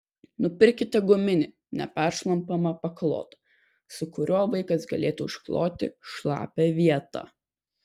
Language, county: Lithuanian, Kaunas